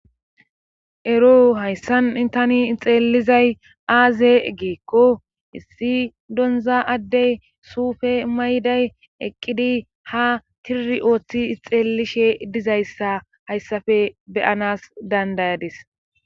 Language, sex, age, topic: Gamo, female, 18-24, government